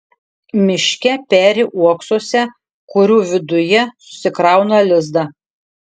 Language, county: Lithuanian, Šiauliai